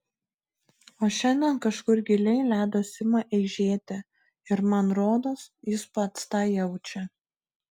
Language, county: Lithuanian, Marijampolė